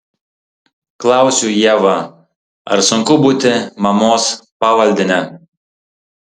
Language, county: Lithuanian, Tauragė